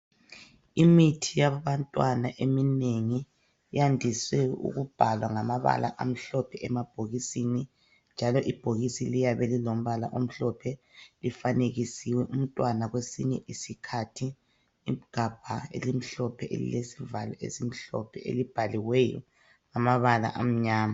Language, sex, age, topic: North Ndebele, female, 25-35, health